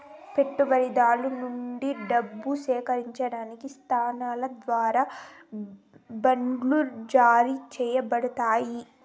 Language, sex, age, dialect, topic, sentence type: Telugu, female, 18-24, Southern, banking, statement